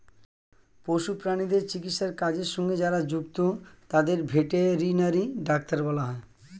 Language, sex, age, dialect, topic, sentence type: Bengali, male, 36-40, Standard Colloquial, agriculture, statement